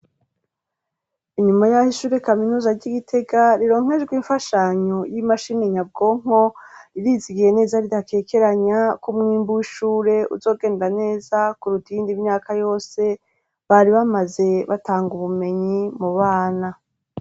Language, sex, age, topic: Rundi, female, 36-49, education